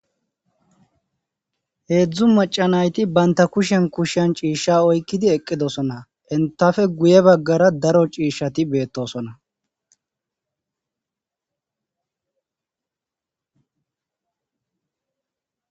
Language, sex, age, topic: Gamo, male, 25-35, agriculture